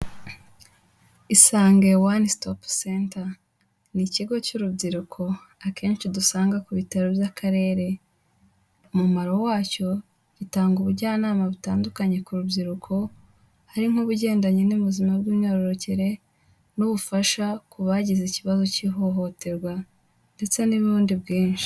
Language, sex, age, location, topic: Kinyarwanda, female, 18-24, Kigali, health